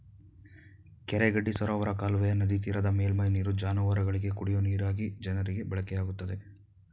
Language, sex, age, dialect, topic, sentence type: Kannada, male, 31-35, Mysore Kannada, agriculture, statement